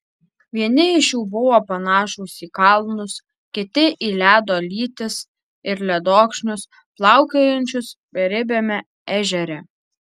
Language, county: Lithuanian, Alytus